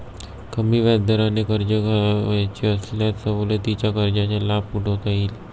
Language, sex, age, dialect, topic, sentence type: Marathi, male, 25-30, Standard Marathi, banking, statement